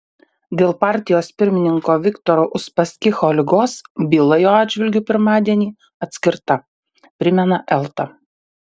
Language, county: Lithuanian, Utena